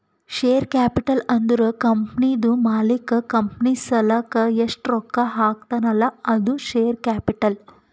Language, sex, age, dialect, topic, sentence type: Kannada, female, 18-24, Northeastern, banking, statement